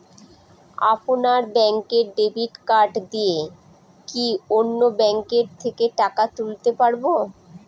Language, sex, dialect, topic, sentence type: Bengali, female, Northern/Varendri, banking, question